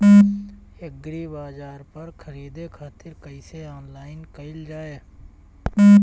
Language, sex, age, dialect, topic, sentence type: Bhojpuri, male, 31-35, Northern, agriculture, question